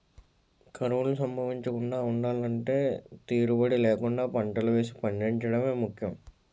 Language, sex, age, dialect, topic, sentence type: Telugu, male, 18-24, Utterandhra, agriculture, statement